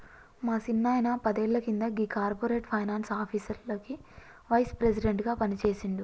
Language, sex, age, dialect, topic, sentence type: Telugu, female, 25-30, Telangana, banking, statement